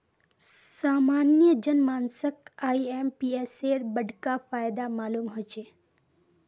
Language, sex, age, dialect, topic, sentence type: Magahi, female, 18-24, Northeastern/Surjapuri, banking, statement